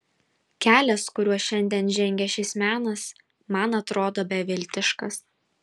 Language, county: Lithuanian, Vilnius